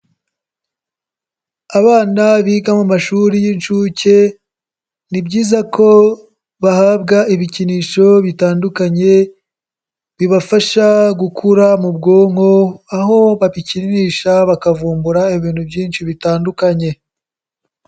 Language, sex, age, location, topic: Kinyarwanda, male, 18-24, Nyagatare, education